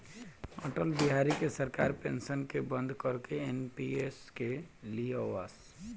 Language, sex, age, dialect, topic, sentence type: Bhojpuri, male, 18-24, Northern, banking, statement